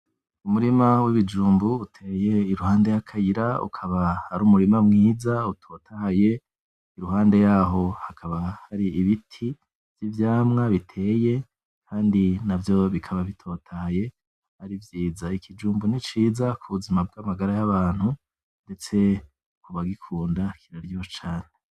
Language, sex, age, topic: Rundi, male, 25-35, agriculture